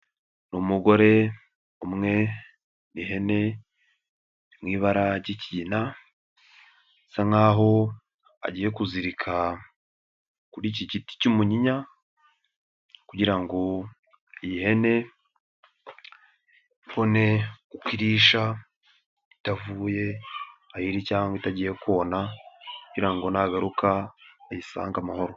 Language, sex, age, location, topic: Kinyarwanda, male, 18-24, Nyagatare, agriculture